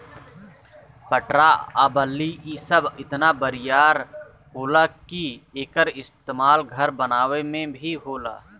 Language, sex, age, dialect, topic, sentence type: Bhojpuri, male, 31-35, Southern / Standard, agriculture, statement